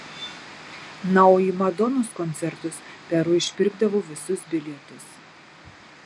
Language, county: Lithuanian, Marijampolė